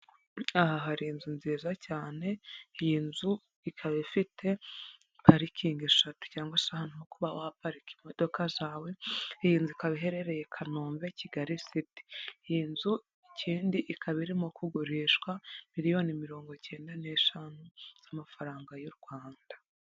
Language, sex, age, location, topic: Kinyarwanda, female, 18-24, Huye, finance